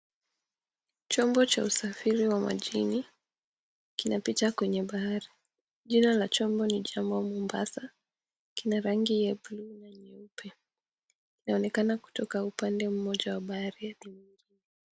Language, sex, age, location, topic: Swahili, female, 18-24, Mombasa, government